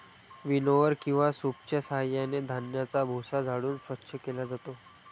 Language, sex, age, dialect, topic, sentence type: Marathi, male, 31-35, Standard Marathi, agriculture, statement